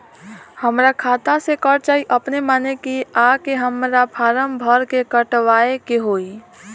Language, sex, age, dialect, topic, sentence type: Bhojpuri, female, 18-24, Southern / Standard, banking, question